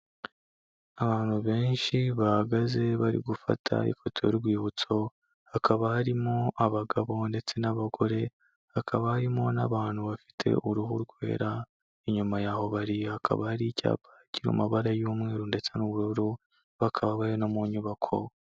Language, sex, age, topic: Kinyarwanda, male, 18-24, health